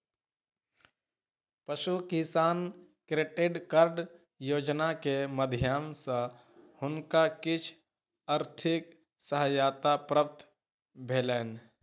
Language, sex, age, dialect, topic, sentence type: Maithili, male, 18-24, Southern/Standard, agriculture, statement